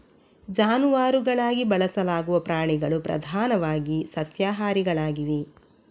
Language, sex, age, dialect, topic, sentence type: Kannada, female, 25-30, Coastal/Dakshin, agriculture, statement